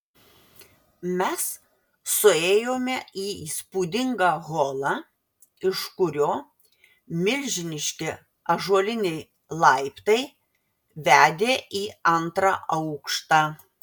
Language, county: Lithuanian, Vilnius